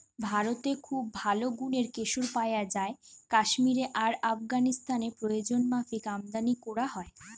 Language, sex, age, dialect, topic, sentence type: Bengali, female, 25-30, Western, agriculture, statement